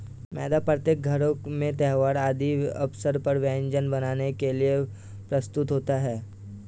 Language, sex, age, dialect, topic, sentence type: Hindi, male, 18-24, Awadhi Bundeli, agriculture, statement